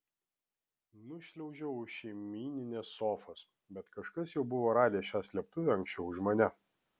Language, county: Lithuanian, Vilnius